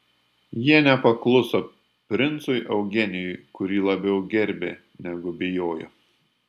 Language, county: Lithuanian, Panevėžys